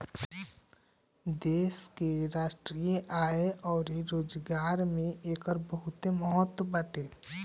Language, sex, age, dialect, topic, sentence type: Bhojpuri, male, 18-24, Northern, agriculture, statement